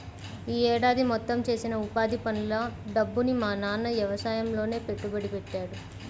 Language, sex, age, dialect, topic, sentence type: Telugu, male, 25-30, Central/Coastal, banking, statement